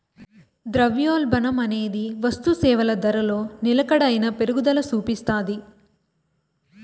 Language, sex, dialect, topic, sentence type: Telugu, female, Southern, banking, statement